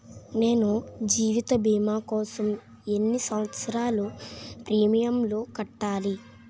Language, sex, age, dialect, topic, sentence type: Telugu, male, 25-30, Utterandhra, banking, question